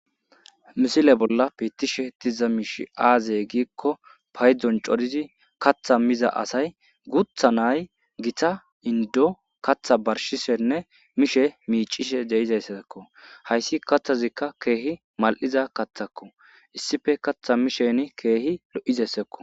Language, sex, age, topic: Gamo, male, 25-35, agriculture